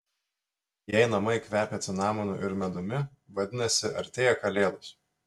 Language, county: Lithuanian, Telšiai